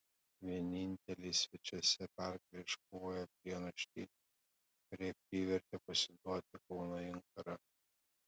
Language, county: Lithuanian, Panevėžys